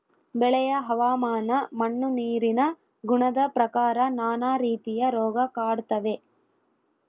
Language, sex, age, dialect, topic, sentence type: Kannada, female, 18-24, Central, agriculture, statement